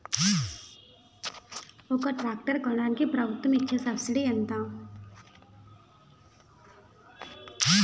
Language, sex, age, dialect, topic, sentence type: Telugu, female, 25-30, Utterandhra, agriculture, question